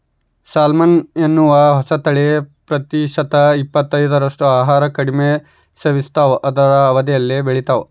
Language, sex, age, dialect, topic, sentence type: Kannada, male, 31-35, Central, agriculture, statement